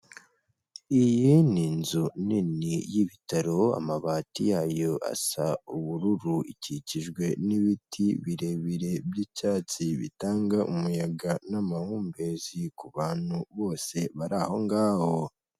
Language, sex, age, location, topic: Kinyarwanda, male, 18-24, Kigali, health